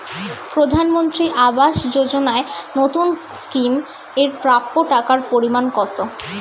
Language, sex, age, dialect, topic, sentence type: Bengali, female, 36-40, Standard Colloquial, banking, question